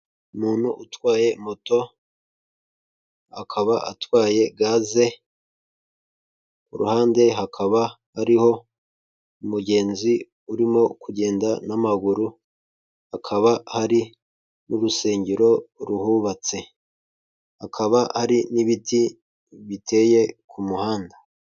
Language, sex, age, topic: Kinyarwanda, male, 25-35, government